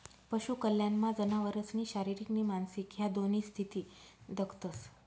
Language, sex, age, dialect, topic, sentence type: Marathi, female, 36-40, Northern Konkan, agriculture, statement